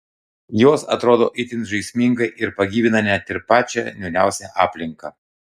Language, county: Lithuanian, Klaipėda